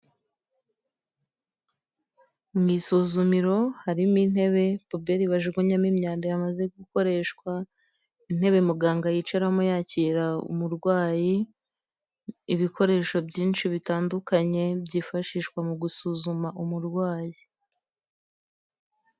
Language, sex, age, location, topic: Kinyarwanda, female, 25-35, Huye, health